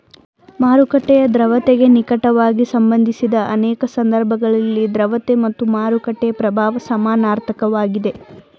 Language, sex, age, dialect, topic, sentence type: Kannada, female, 18-24, Mysore Kannada, banking, statement